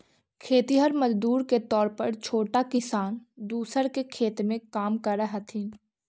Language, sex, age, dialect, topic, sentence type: Magahi, female, 46-50, Central/Standard, agriculture, statement